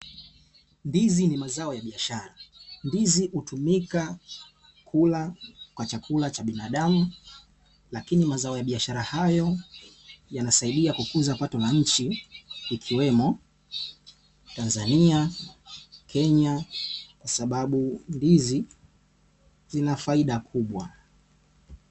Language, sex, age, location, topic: Swahili, male, 18-24, Dar es Salaam, agriculture